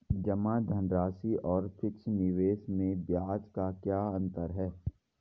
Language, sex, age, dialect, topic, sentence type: Hindi, male, 41-45, Garhwali, banking, question